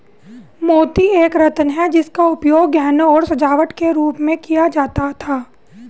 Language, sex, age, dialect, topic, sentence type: Hindi, female, 31-35, Hindustani Malvi Khadi Boli, agriculture, statement